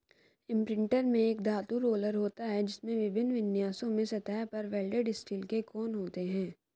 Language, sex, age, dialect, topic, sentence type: Hindi, female, 25-30, Hindustani Malvi Khadi Boli, agriculture, statement